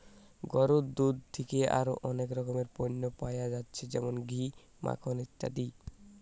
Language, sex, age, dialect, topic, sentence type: Bengali, male, 18-24, Western, agriculture, statement